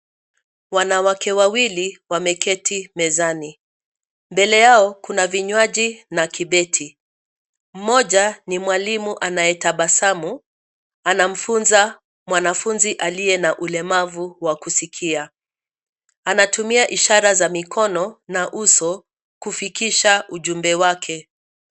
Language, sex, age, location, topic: Swahili, female, 50+, Nairobi, education